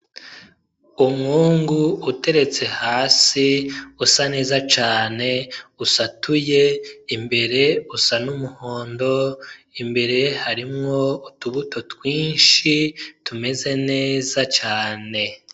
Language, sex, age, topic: Rundi, male, 25-35, agriculture